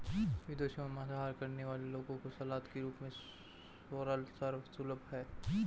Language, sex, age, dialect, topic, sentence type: Hindi, male, 25-30, Marwari Dhudhari, agriculture, statement